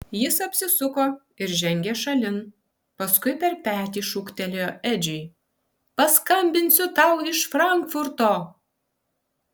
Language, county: Lithuanian, Panevėžys